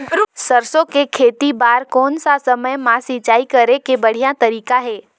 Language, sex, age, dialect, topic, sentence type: Chhattisgarhi, female, 18-24, Northern/Bhandar, agriculture, question